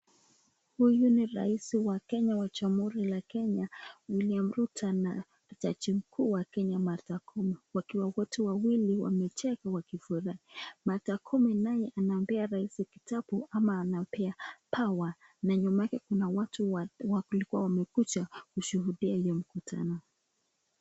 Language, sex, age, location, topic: Swahili, female, 18-24, Nakuru, government